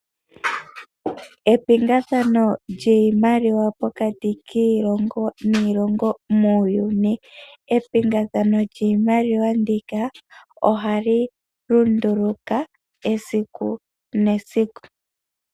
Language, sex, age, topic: Oshiwambo, female, 18-24, finance